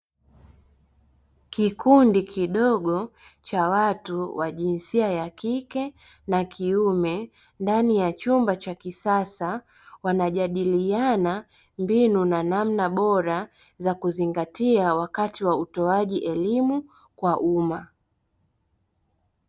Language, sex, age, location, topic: Swahili, female, 25-35, Dar es Salaam, education